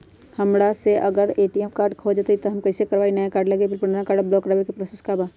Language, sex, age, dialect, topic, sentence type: Magahi, female, 46-50, Western, banking, question